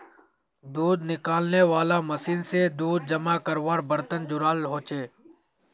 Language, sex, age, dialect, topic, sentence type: Magahi, male, 18-24, Northeastern/Surjapuri, agriculture, statement